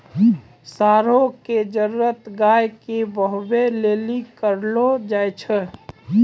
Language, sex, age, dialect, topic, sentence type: Maithili, male, 25-30, Angika, agriculture, statement